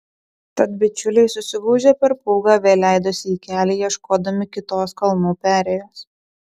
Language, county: Lithuanian, Utena